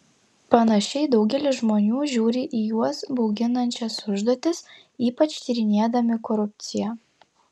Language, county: Lithuanian, Klaipėda